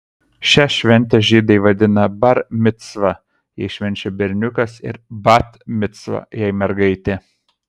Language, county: Lithuanian, Kaunas